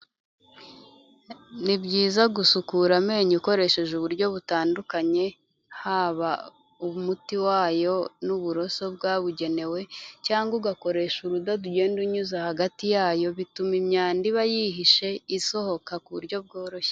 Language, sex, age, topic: Kinyarwanda, female, 25-35, health